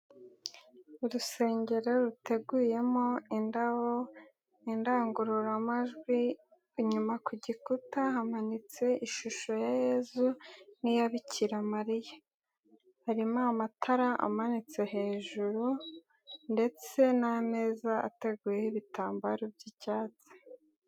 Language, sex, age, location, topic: Kinyarwanda, male, 25-35, Nyagatare, finance